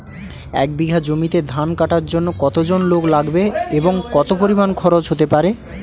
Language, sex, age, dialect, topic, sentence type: Bengali, male, 18-24, Standard Colloquial, agriculture, question